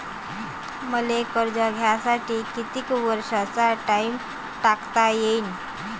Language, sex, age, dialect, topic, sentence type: Marathi, female, 18-24, Varhadi, banking, question